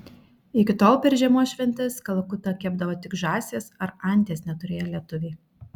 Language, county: Lithuanian, Šiauliai